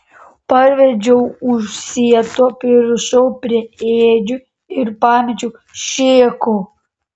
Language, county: Lithuanian, Panevėžys